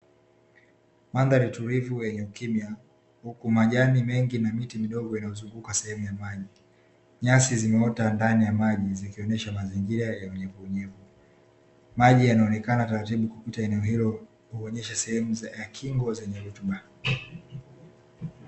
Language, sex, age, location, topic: Swahili, male, 18-24, Dar es Salaam, agriculture